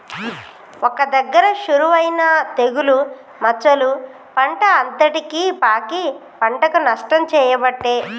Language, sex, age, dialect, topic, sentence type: Telugu, female, 36-40, Telangana, agriculture, statement